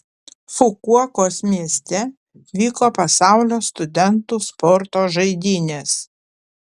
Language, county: Lithuanian, Panevėžys